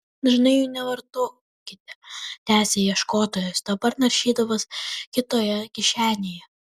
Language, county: Lithuanian, Telšiai